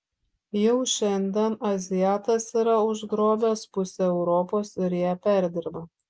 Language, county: Lithuanian, Šiauliai